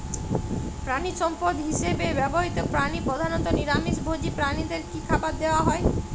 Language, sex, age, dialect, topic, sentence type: Bengali, female, 25-30, Jharkhandi, agriculture, question